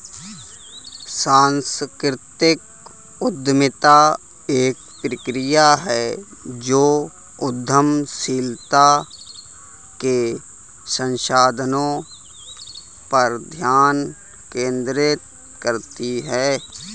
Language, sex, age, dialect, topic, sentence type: Hindi, male, 18-24, Kanauji Braj Bhasha, banking, statement